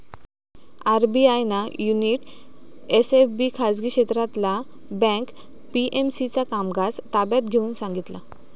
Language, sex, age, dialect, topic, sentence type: Marathi, female, 18-24, Southern Konkan, banking, statement